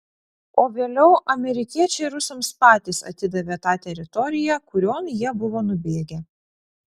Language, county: Lithuanian, Vilnius